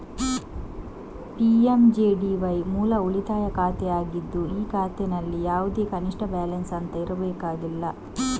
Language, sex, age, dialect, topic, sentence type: Kannada, female, 46-50, Coastal/Dakshin, banking, statement